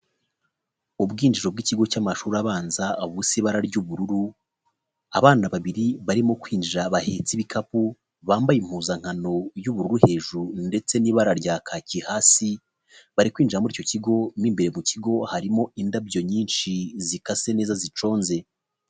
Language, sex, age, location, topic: Kinyarwanda, male, 25-35, Nyagatare, education